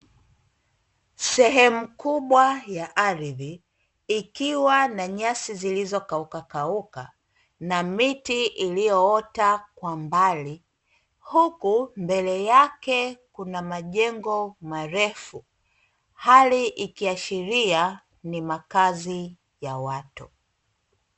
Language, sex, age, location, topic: Swahili, female, 25-35, Dar es Salaam, agriculture